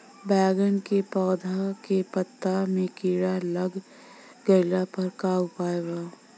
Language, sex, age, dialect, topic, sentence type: Bhojpuri, female, 25-30, Southern / Standard, agriculture, question